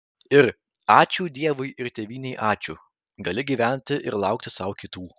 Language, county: Lithuanian, Vilnius